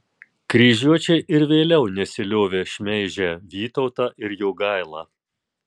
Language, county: Lithuanian, Tauragė